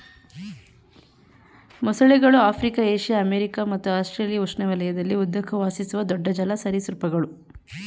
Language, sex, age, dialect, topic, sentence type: Kannada, female, 31-35, Mysore Kannada, agriculture, statement